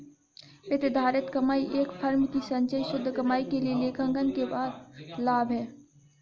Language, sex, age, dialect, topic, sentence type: Hindi, female, 56-60, Hindustani Malvi Khadi Boli, banking, statement